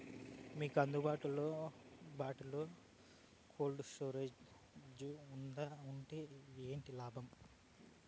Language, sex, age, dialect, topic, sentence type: Telugu, male, 31-35, Southern, agriculture, question